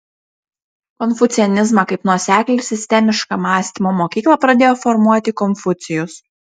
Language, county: Lithuanian, Šiauliai